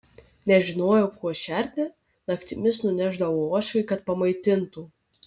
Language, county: Lithuanian, Vilnius